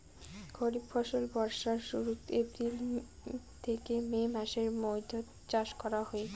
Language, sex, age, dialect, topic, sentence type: Bengali, female, 31-35, Rajbangshi, agriculture, statement